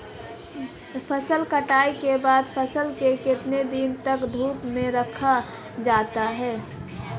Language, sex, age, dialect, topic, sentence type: Hindi, female, 18-24, Marwari Dhudhari, agriculture, question